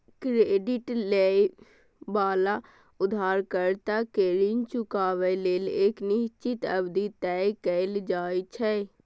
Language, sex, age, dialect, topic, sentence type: Maithili, female, 18-24, Eastern / Thethi, banking, statement